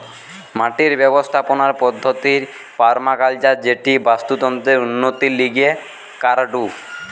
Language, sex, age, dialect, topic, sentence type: Bengali, male, 18-24, Western, agriculture, statement